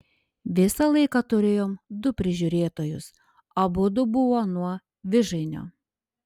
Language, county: Lithuanian, Panevėžys